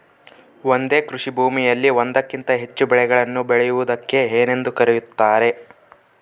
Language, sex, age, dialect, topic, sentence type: Kannada, male, 18-24, Central, agriculture, question